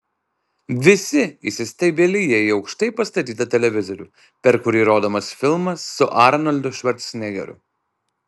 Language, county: Lithuanian, Alytus